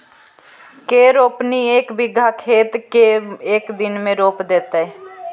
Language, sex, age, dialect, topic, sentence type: Magahi, female, 25-30, Central/Standard, agriculture, question